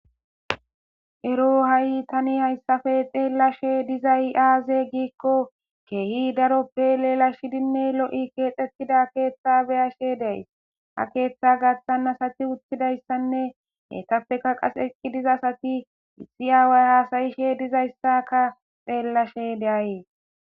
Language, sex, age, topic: Gamo, female, 25-35, government